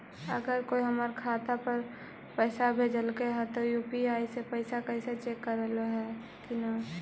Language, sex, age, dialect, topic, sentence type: Magahi, female, 18-24, Central/Standard, banking, question